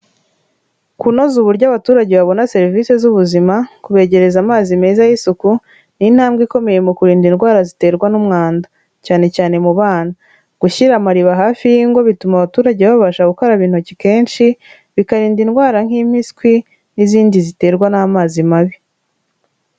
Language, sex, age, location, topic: Kinyarwanda, female, 25-35, Kigali, health